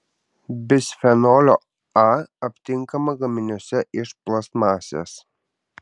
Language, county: Lithuanian, Kaunas